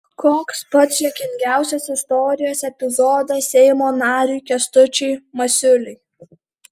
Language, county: Lithuanian, Alytus